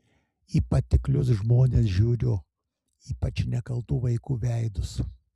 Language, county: Lithuanian, Šiauliai